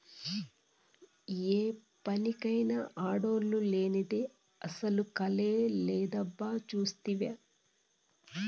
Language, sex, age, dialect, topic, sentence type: Telugu, female, 41-45, Southern, agriculture, statement